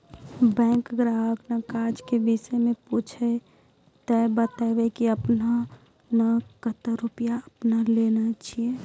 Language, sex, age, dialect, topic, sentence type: Maithili, female, 18-24, Angika, banking, question